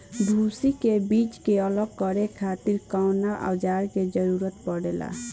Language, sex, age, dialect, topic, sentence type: Bhojpuri, female, 18-24, Southern / Standard, agriculture, question